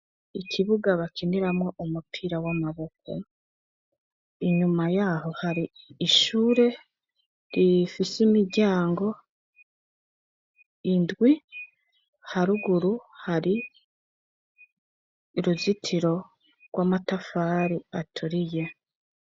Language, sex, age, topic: Rundi, female, 25-35, education